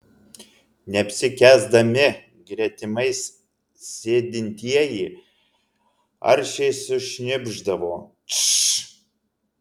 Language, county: Lithuanian, Alytus